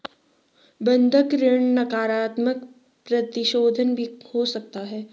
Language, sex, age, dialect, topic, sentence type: Hindi, female, 18-24, Garhwali, banking, statement